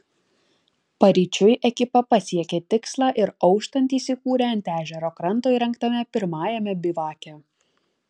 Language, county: Lithuanian, Kaunas